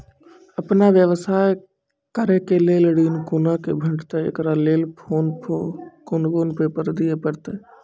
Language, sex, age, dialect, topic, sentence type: Maithili, male, 25-30, Angika, banking, question